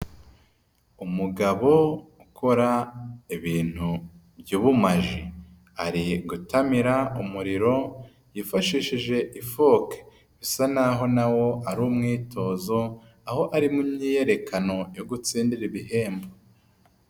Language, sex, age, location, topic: Kinyarwanda, female, 25-35, Nyagatare, government